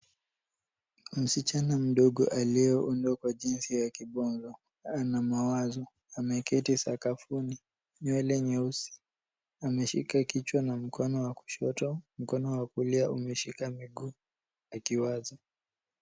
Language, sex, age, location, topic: Swahili, male, 18-24, Nairobi, health